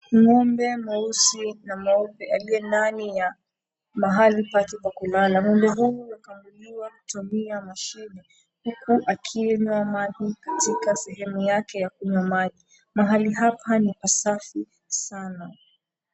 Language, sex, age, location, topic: Swahili, female, 18-24, Mombasa, agriculture